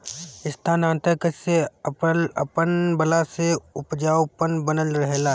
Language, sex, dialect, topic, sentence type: Bhojpuri, male, Northern, agriculture, statement